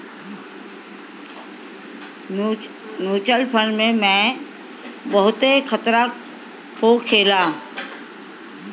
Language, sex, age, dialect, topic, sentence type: Bhojpuri, female, 51-55, Northern, banking, statement